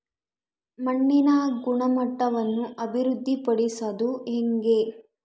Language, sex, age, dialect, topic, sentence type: Kannada, female, 51-55, Central, agriculture, question